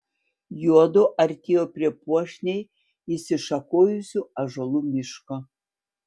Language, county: Lithuanian, Panevėžys